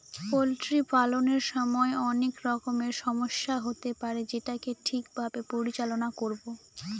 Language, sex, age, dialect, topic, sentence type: Bengali, female, 18-24, Northern/Varendri, agriculture, statement